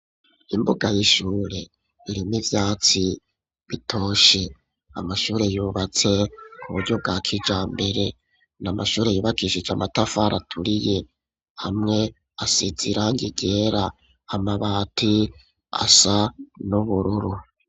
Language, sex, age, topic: Rundi, male, 25-35, education